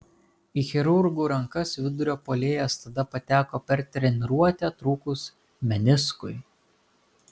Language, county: Lithuanian, Kaunas